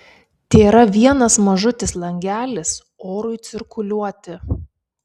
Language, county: Lithuanian, Kaunas